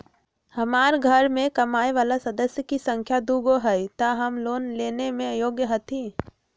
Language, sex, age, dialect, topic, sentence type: Magahi, female, 25-30, Western, banking, question